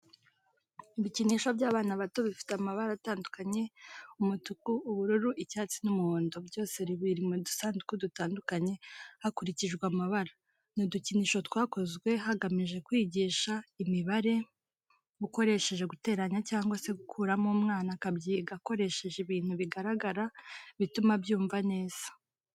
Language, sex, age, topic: Kinyarwanda, female, 25-35, education